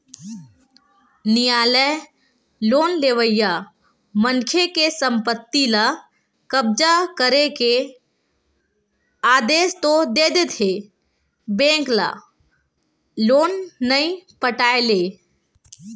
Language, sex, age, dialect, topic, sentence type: Chhattisgarhi, female, 18-24, Western/Budati/Khatahi, banking, statement